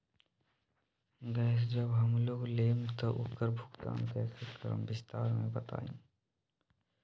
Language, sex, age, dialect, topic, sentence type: Magahi, male, 18-24, Western, banking, question